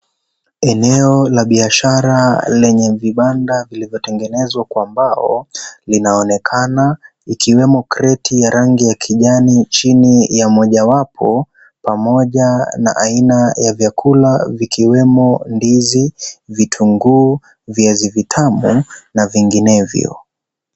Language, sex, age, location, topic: Swahili, male, 18-24, Kisii, finance